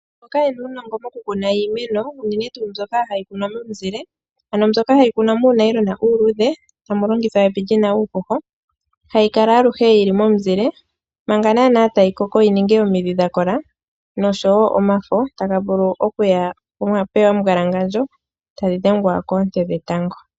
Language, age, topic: Oshiwambo, 25-35, agriculture